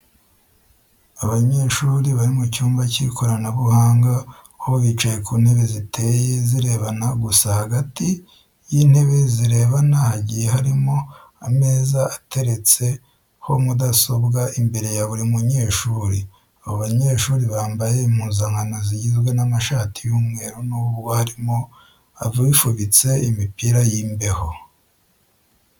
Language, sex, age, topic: Kinyarwanda, male, 25-35, education